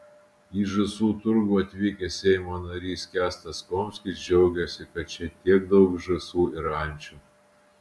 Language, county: Lithuanian, Utena